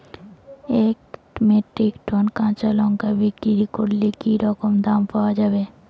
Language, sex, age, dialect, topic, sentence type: Bengali, female, 18-24, Rajbangshi, agriculture, question